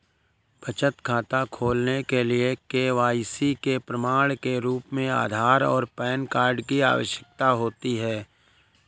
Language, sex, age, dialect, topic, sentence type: Hindi, male, 18-24, Awadhi Bundeli, banking, statement